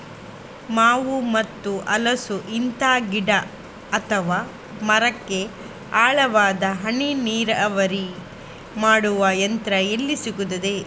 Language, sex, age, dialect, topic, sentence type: Kannada, female, 36-40, Coastal/Dakshin, agriculture, question